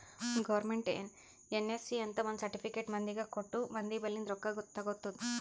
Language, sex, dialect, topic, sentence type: Kannada, female, Northeastern, banking, statement